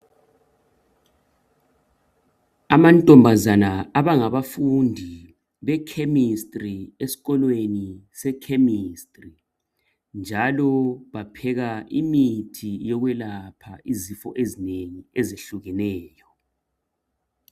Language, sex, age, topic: North Ndebele, male, 50+, education